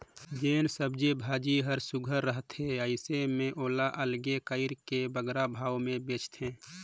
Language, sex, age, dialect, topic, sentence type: Chhattisgarhi, male, 25-30, Northern/Bhandar, agriculture, statement